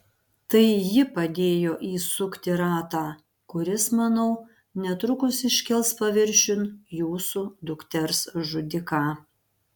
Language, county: Lithuanian, Panevėžys